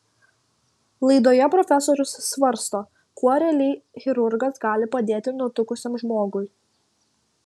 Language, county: Lithuanian, Kaunas